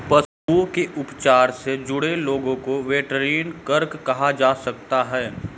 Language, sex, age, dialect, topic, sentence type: Hindi, male, 60-100, Marwari Dhudhari, agriculture, statement